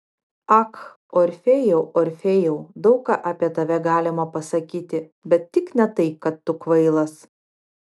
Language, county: Lithuanian, Vilnius